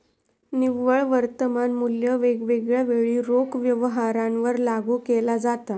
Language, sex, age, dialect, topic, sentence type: Marathi, female, 51-55, Southern Konkan, banking, statement